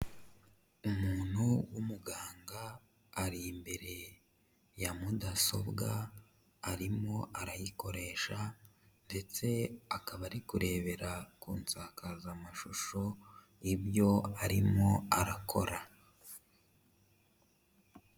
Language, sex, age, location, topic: Kinyarwanda, male, 25-35, Huye, health